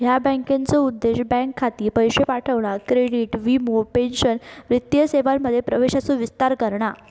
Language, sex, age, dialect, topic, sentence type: Marathi, female, 18-24, Southern Konkan, banking, statement